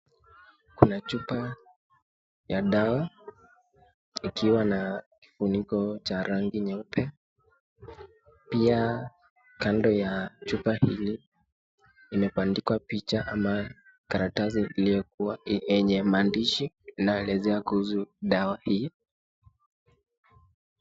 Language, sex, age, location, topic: Swahili, male, 18-24, Nakuru, health